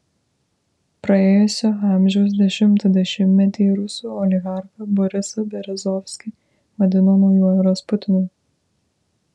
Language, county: Lithuanian, Vilnius